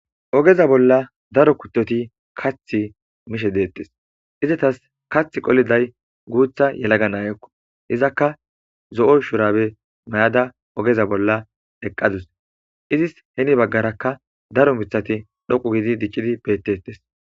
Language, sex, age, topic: Gamo, male, 25-35, agriculture